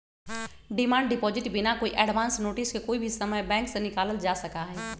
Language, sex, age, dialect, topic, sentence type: Magahi, female, 36-40, Western, banking, statement